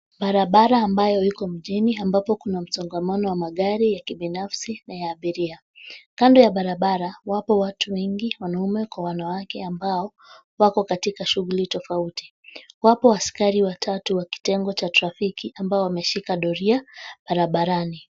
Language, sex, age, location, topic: Swahili, female, 25-35, Nairobi, government